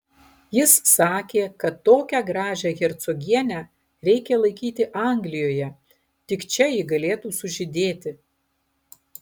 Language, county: Lithuanian, Alytus